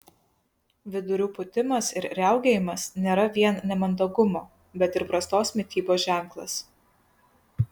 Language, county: Lithuanian, Kaunas